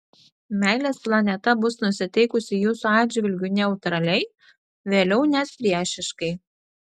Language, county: Lithuanian, Klaipėda